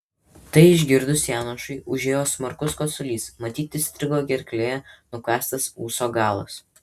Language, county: Lithuanian, Vilnius